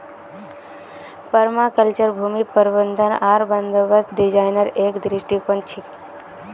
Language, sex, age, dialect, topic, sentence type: Magahi, female, 18-24, Northeastern/Surjapuri, agriculture, statement